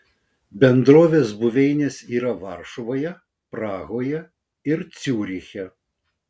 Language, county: Lithuanian, Vilnius